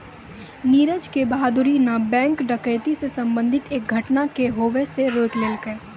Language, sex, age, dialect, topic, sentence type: Maithili, female, 18-24, Angika, banking, statement